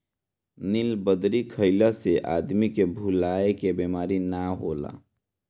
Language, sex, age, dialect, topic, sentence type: Bhojpuri, male, 18-24, Northern, agriculture, statement